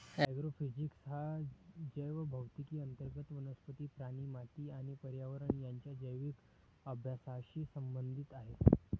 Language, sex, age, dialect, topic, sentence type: Marathi, male, 18-24, Standard Marathi, agriculture, statement